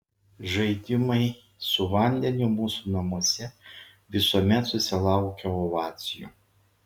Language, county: Lithuanian, Šiauliai